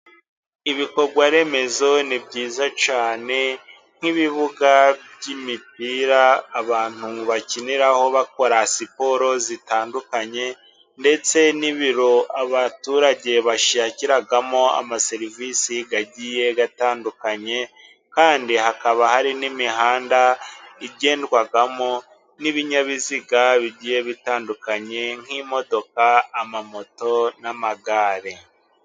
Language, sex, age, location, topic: Kinyarwanda, male, 50+, Musanze, government